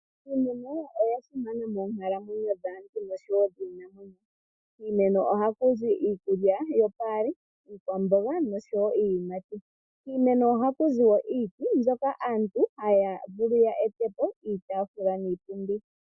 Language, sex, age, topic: Oshiwambo, female, 18-24, agriculture